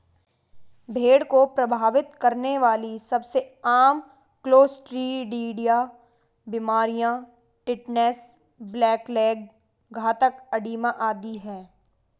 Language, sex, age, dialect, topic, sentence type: Hindi, female, 56-60, Marwari Dhudhari, agriculture, statement